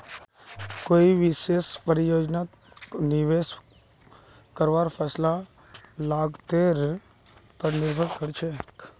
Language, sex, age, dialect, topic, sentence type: Magahi, male, 25-30, Northeastern/Surjapuri, banking, statement